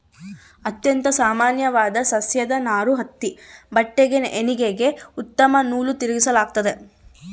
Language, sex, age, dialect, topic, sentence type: Kannada, female, 18-24, Central, agriculture, statement